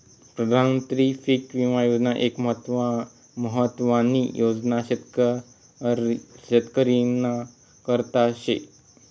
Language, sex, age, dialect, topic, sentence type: Marathi, male, 36-40, Northern Konkan, agriculture, statement